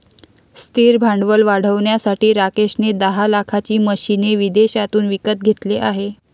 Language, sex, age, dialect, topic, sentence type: Marathi, female, 51-55, Varhadi, banking, statement